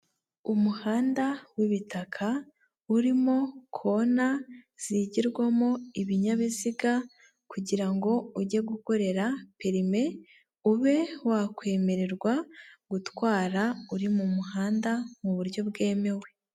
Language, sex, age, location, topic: Kinyarwanda, female, 18-24, Nyagatare, government